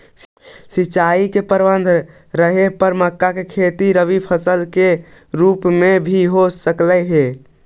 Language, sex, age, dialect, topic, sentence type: Magahi, male, 25-30, Central/Standard, agriculture, statement